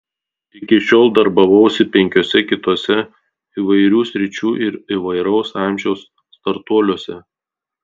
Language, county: Lithuanian, Tauragė